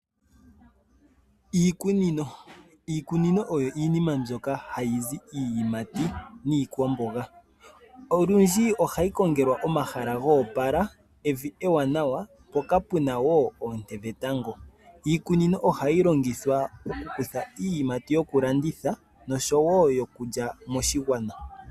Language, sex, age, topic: Oshiwambo, male, 25-35, agriculture